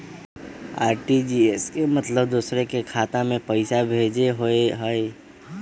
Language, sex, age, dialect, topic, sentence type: Magahi, male, 25-30, Western, banking, question